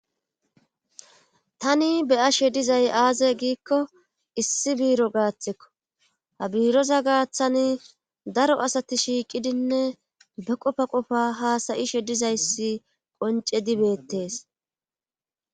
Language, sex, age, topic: Gamo, female, 25-35, government